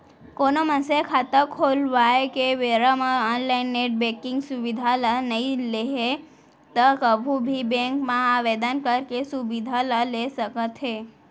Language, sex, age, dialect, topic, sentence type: Chhattisgarhi, female, 18-24, Central, banking, statement